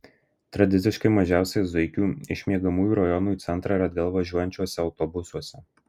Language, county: Lithuanian, Marijampolė